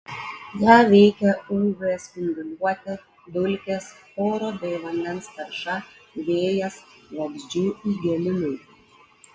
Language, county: Lithuanian, Klaipėda